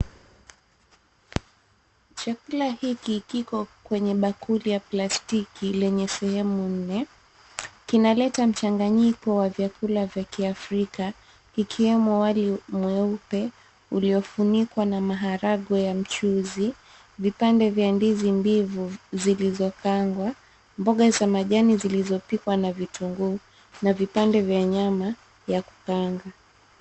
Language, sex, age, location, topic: Swahili, female, 25-35, Mombasa, agriculture